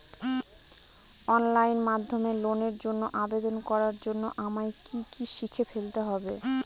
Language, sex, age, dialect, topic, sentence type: Bengali, female, 18-24, Northern/Varendri, banking, question